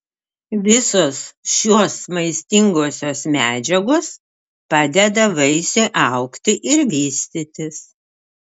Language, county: Lithuanian, Klaipėda